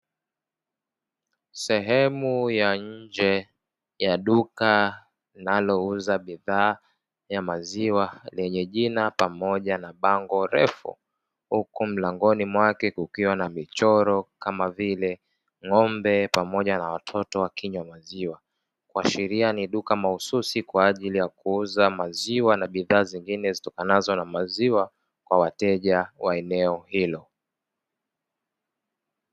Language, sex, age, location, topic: Swahili, male, 18-24, Dar es Salaam, finance